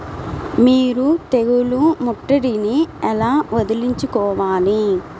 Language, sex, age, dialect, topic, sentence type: Telugu, female, 18-24, Central/Coastal, agriculture, question